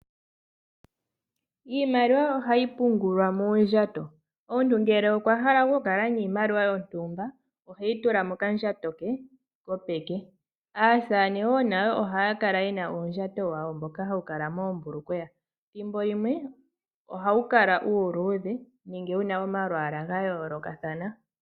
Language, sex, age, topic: Oshiwambo, female, 18-24, finance